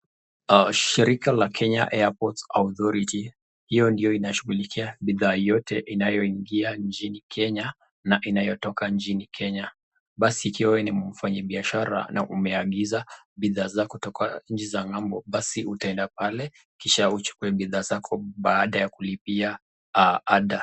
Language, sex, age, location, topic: Swahili, male, 25-35, Nakuru, finance